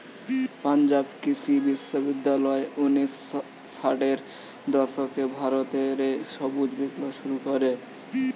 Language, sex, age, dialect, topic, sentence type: Bengali, male, 18-24, Western, agriculture, statement